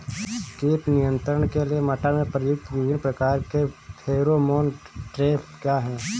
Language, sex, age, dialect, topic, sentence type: Hindi, male, 25-30, Awadhi Bundeli, agriculture, question